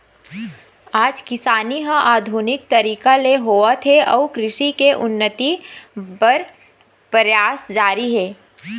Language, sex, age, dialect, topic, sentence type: Chhattisgarhi, female, 25-30, Eastern, agriculture, statement